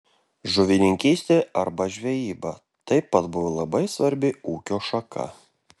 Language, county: Lithuanian, Klaipėda